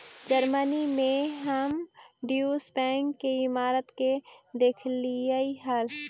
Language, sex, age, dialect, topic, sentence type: Magahi, female, 18-24, Central/Standard, banking, statement